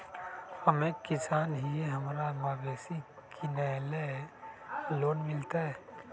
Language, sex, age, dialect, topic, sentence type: Magahi, male, 36-40, Western, banking, question